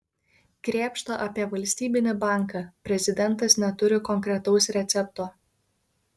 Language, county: Lithuanian, Kaunas